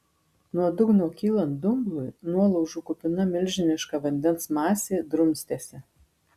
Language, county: Lithuanian, Marijampolė